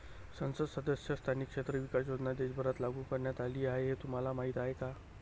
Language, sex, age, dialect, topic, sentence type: Marathi, male, 31-35, Varhadi, banking, statement